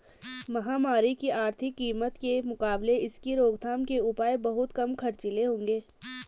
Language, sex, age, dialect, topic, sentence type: Hindi, female, 18-24, Garhwali, banking, statement